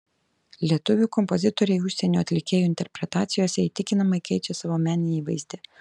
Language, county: Lithuanian, Telšiai